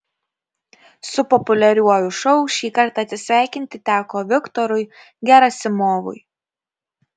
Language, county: Lithuanian, Kaunas